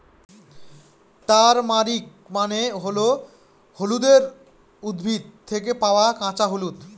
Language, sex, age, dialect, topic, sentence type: Bengali, male, 25-30, Northern/Varendri, agriculture, statement